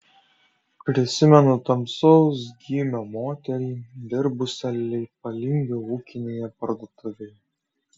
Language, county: Lithuanian, Kaunas